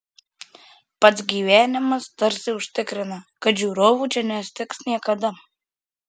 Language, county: Lithuanian, Marijampolė